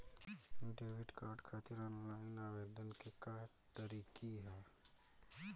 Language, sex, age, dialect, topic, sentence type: Bhojpuri, male, 18-24, Southern / Standard, banking, question